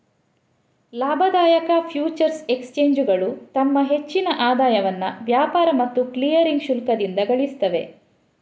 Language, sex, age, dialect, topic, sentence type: Kannada, female, 31-35, Coastal/Dakshin, banking, statement